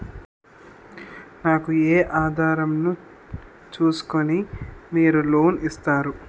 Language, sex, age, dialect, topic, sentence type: Telugu, male, 18-24, Utterandhra, banking, question